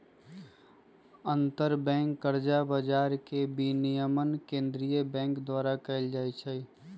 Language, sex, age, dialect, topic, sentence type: Magahi, male, 25-30, Western, banking, statement